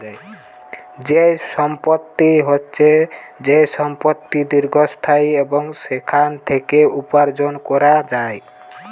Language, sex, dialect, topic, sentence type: Bengali, male, Western, banking, statement